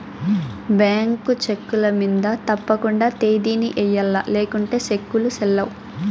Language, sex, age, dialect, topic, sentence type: Telugu, female, 18-24, Southern, banking, statement